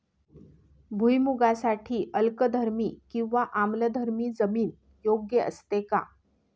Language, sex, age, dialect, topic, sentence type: Marathi, female, 41-45, Northern Konkan, agriculture, question